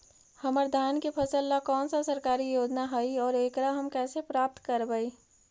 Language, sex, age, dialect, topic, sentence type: Magahi, female, 51-55, Central/Standard, agriculture, question